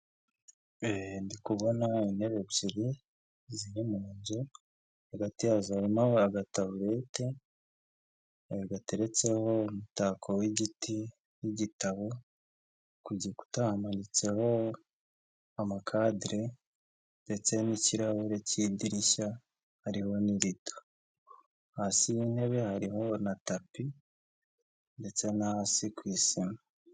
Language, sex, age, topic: Kinyarwanda, male, 25-35, finance